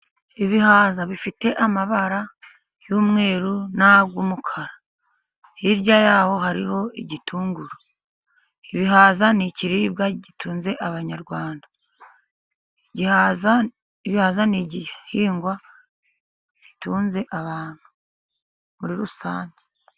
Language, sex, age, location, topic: Kinyarwanda, female, 50+, Musanze, agriculture